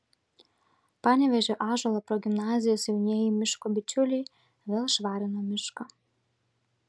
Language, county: Lithuanian, Šiauliai